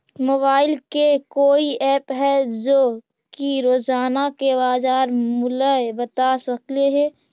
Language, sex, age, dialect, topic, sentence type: Magahi, female, 60-100, Central/Standard, agriculture, question